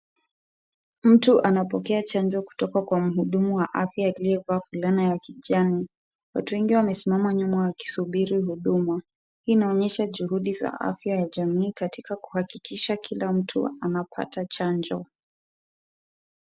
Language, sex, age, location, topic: Swahili, female, 36-49, Kisumu, health